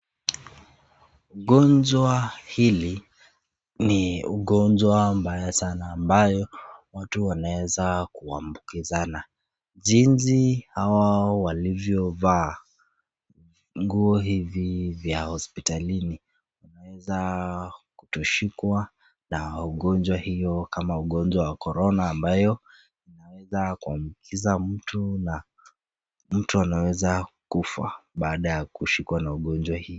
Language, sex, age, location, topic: Swahili, female, 36-49, Nakuru, health